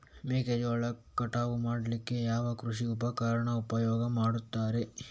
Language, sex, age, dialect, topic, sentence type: Kannada, male, 25-30, Coastal/Dakshin, agriculture, question